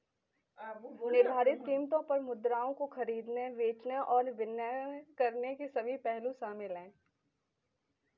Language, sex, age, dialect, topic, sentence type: Hindi, female, 18-24, Kanauji Braj Bhasha, banking, statement